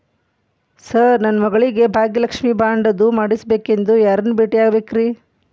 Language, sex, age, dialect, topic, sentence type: Kannada, female, 41-45, Dharwad Kannada, banking, question